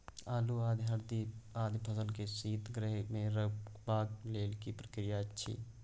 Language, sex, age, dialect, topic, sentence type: Maithili, male, 25-30, Bajjika, agriculture, question